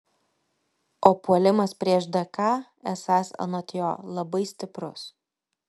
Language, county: Lithuanian, Vilnius